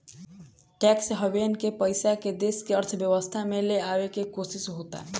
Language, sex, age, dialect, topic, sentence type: Bhojpuri, female, 18-24, Southern / Standard, banking, statement